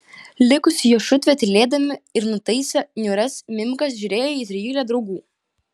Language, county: Lithuanian, Klaipėda